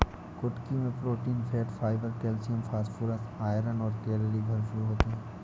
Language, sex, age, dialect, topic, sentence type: Hindi, male, 18-24, Awadhi Bundeli, agriculture, statement